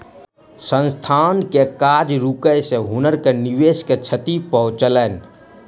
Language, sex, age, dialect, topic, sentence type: Maithili, male, 60-100, Southern/Standard, banking, statement